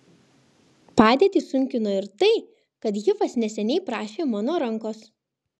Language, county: Lithuanian, Kaunas